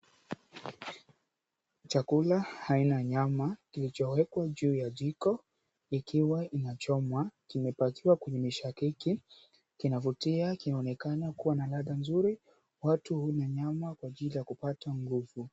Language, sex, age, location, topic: Swahili, male, 18-24, Mombasa, agriculture